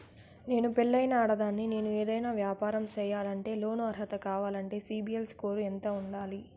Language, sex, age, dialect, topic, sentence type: Telugu, female, 18-24, Southern, banking, question